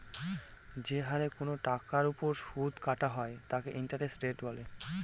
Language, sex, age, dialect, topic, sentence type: Bengali, male, 25-30, Northern/Varendri, banking, statement